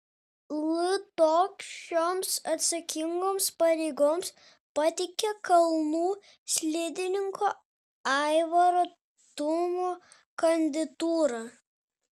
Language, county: Lithuanian, Kaunas